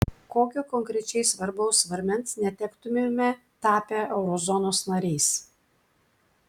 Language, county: Lithuanian, Klaipėda